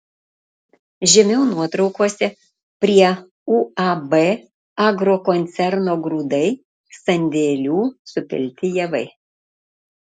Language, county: Lithuanian, Panevėžys